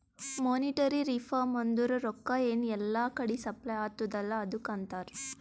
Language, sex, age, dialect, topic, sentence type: Kannada, female, 18-24, Northeastern, banking, statement